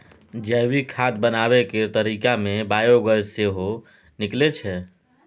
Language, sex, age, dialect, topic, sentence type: Maithili, male, 25-30, Bajjika, agriculture, statement